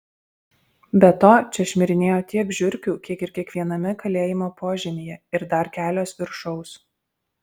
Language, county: Lithuanian, Alytus